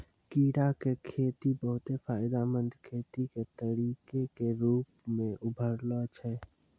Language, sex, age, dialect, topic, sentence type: Maithili, male, 18-24, Angika, agriculture, statement